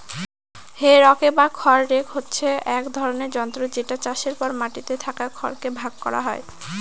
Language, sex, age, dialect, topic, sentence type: Bengali, female, <18, Northern/Varendri, agriculture, statement